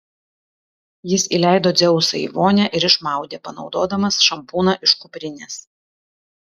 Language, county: Lithuanian, Vilnius